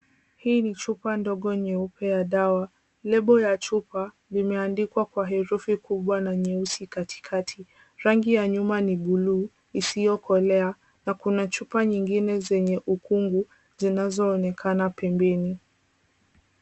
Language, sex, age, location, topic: Swahili, female, 18-24, Kisumu, health